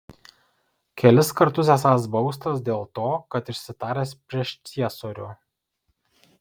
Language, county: Lithuanian, Kaunas